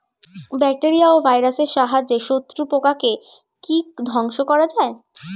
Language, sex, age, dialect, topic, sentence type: Bengali, female, 36-40, Standard Colloquial, agriculture, question